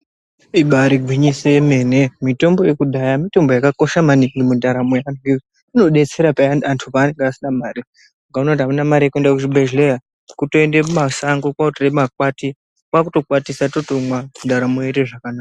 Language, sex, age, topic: Ndau, male, 18-24, health